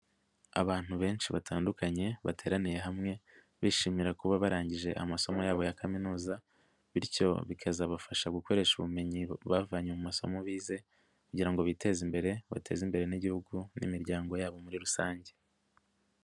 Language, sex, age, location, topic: Kinyarwanda, male, 18-24, Nyagatare, education